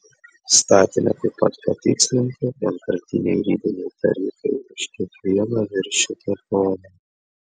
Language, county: Lithuanian, Utena